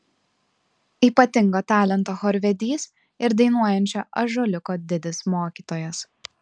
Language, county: Lithuanian, Klaipėda